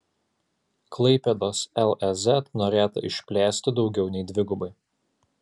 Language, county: Lithuanian, Alytus